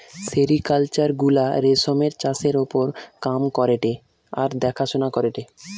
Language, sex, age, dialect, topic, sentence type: Bengali, male, 18-24, Western, agriculture, statement